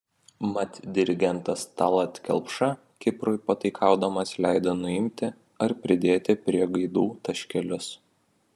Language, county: Lithuanian, Vilnius